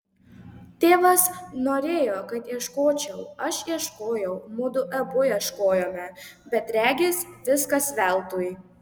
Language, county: Lithuanian, Kaunas